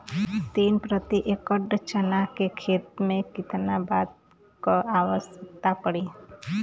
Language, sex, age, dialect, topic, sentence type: Bhojpuri, female, 25-30, Western, agriculture, question